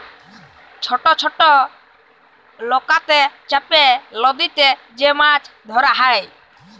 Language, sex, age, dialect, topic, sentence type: Bengali, male, 18-24, Jharkhandi, agriculture, statement